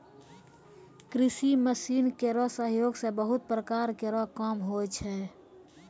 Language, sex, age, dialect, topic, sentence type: Maithili, female, 25-30, Angika, agriculture, statement